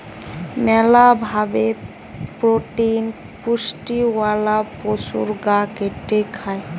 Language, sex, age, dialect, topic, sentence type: Bengali, female, 18-24, Western, agriculture, statement